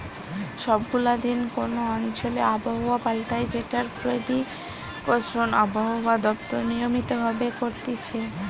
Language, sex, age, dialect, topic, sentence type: Bengali, female, 18-24, Western, agriculture, statement